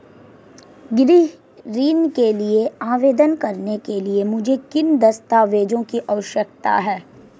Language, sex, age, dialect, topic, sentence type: Hindi, female, 18-24, Marwari Dhudhari, banking, question